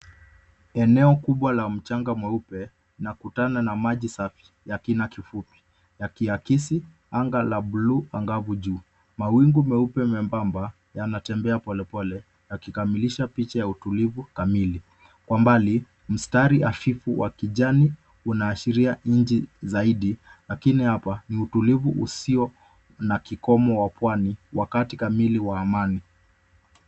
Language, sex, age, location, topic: Swahili, male, 25-35, Nairobi, government